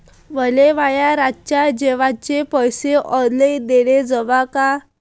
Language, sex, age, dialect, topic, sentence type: Marathi, female, 18-24, Varhadi, banking, question